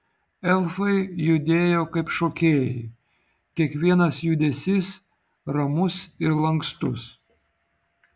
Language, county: Lithuanian, Vilnius